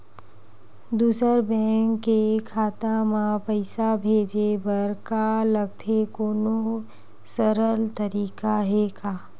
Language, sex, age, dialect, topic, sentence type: Chhattisgarhi, female, 18-24, Western/Budati/Khatahi, banking, question